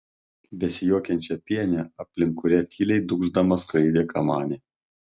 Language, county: Lithuanian, Panevėžys